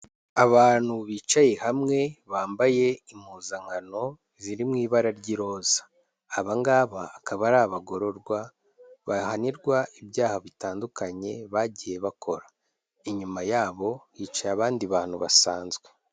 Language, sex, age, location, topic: Kinyarwanda, male, 25-35, Kigali, government